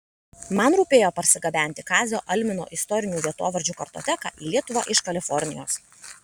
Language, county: Lithuanian, Alytus